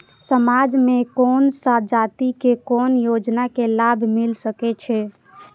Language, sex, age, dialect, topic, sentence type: Maithili, female, 25-30, Eastern / Thethi, banking, question